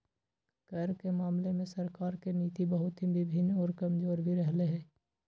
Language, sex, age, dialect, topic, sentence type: Magahi, male, 25-30, Western, banking, statement